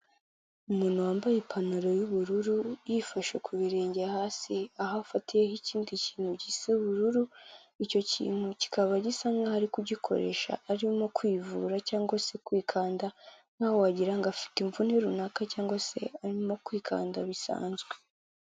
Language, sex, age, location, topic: Kinyarwanda, female, 18-24, Kigali, health